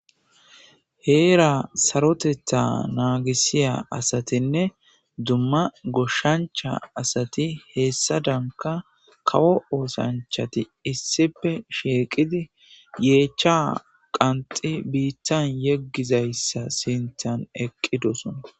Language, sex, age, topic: Gamo, male, 18-24, government